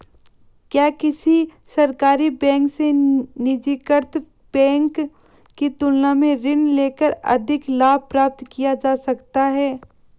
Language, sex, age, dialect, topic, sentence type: Hindi, female, 18-24, Marwari Dhudhari, banking, question